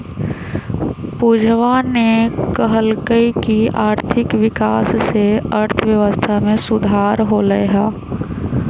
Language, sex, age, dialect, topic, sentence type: Magahi, female, 25-30, Western, banking, statement